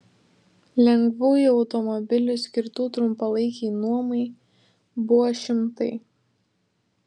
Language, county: Lithuanian, Vilnius